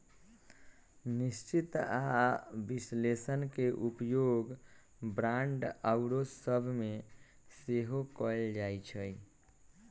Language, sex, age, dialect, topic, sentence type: Magahi, male, 41-45, Western, banking, statement